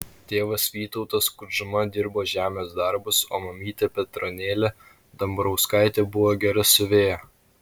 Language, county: Lithuanian, Utena